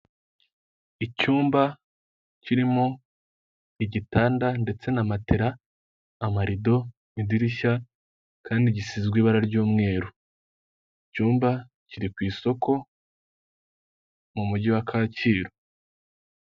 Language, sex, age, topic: Kinyarwanda, male, 18-24, finance